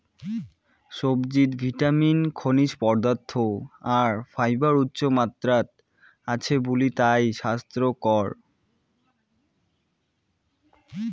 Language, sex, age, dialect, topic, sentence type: Bengali, male, 18-24, Rajbangshi, agriculture, statement